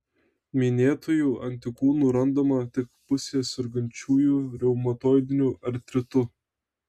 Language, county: Lithuanian, Telšiai